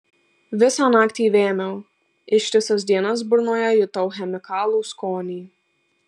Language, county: Lithuanian, Marijampolė